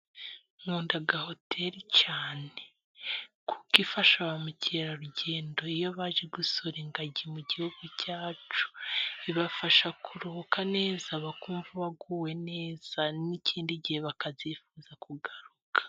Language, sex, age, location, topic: Kinyarwanda, female, 18-24, Musanze, finance